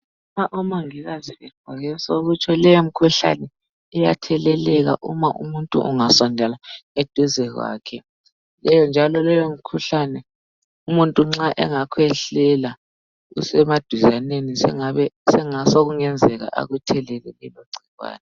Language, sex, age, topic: North Ndebele, male, 18-24, health